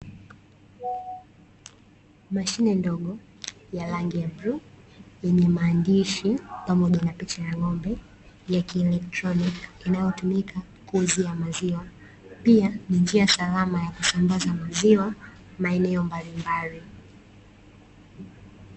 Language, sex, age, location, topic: Swahili, female, 18-24, Dar es Salaam, finance